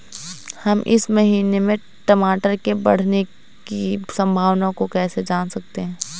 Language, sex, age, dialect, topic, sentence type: Hindi, female, 18-24, Awadhi Bundeli, agriculture, question